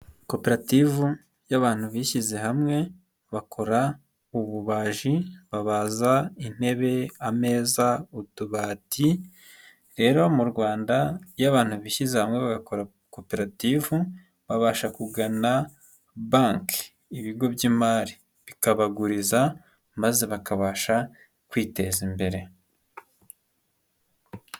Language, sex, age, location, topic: Kinyarwanda, male, 25-35, Nyagatare, finance